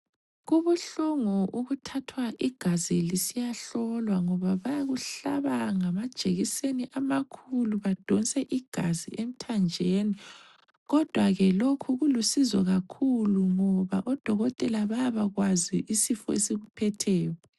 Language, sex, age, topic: North Ndebele, female, 25-35, health